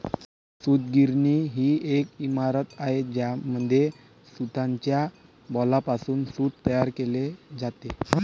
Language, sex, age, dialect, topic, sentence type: Marathi, male, 18-24, Varhadi, agriculture, statement